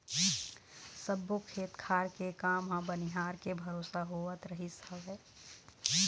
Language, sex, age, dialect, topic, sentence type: Chhattisgarhi, female, 31-35, Eastern, agriculture, statement